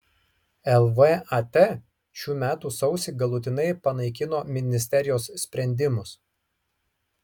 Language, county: Lithuanian, Marijampolė